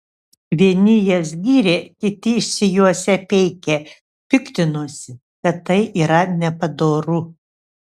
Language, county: Lithuanian, Šiauliai